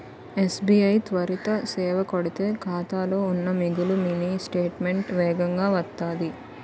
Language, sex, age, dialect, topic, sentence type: Telugu, female, 18-24, Utterandhra, banking, statement